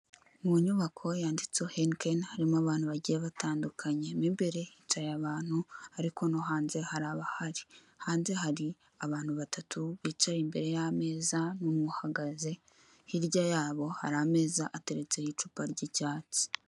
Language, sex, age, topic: Kinyarwanda, female, 18-24, finance